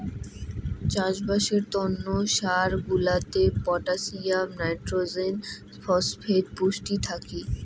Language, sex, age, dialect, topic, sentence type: Bengali, female, 18-24, Rajbangshi, agriculture, statement